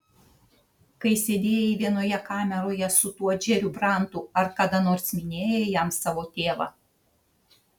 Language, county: Lithuanian, Šiauliai